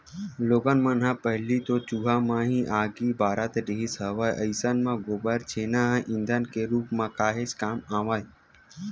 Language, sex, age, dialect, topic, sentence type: Chhattisgarhi, male, 25-30, Western/Budati/Khatahi, agriculture, statement